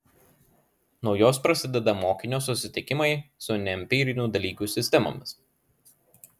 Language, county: Lithuanian, Klaipėda